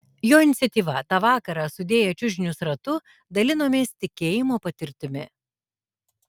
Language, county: Lithuanian, Alytus